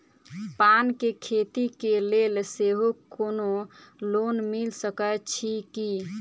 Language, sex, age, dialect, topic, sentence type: Maithili, female, 18-24, Southern/Standard, banking, question